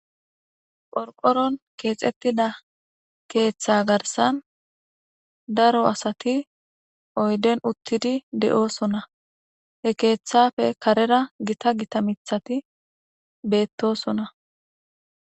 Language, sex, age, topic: Gamo, female, 18-24, government